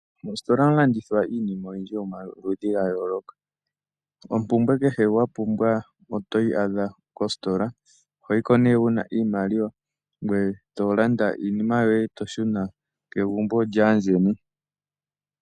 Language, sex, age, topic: Oshiwambo, female, 18-24, finance